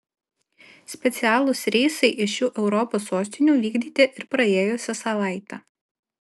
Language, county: Lithuanian, Alytus